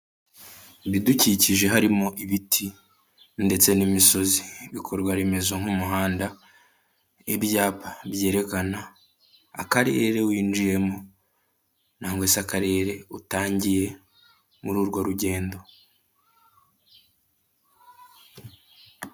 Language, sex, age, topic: Kinyarwanda, male, 18-24, government